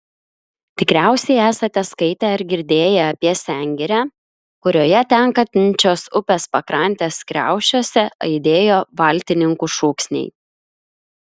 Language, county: Lithuanian, Klaipėda